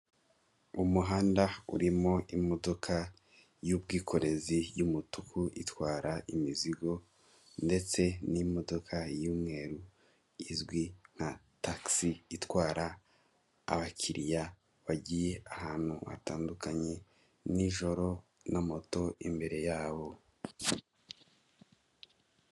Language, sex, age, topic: Kinyarwanda, male, 18-24, government